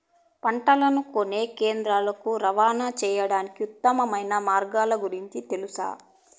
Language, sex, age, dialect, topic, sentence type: Telugu, female, 18-24, Southern, agriculture, question